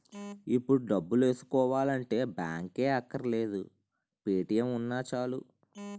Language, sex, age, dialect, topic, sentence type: Telugu, male, 31-35, Utterandhra, banking, statement